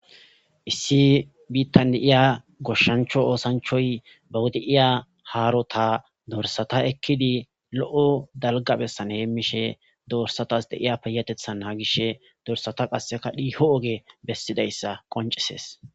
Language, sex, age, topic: Gamo, male, 25-35, agriculture